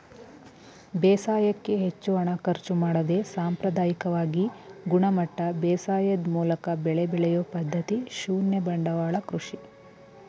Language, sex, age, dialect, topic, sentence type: Kannada, male, 18-24, Mysore Kannada, agriculture, statement